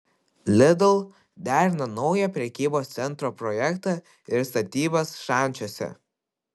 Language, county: Lithuanian, Kaunas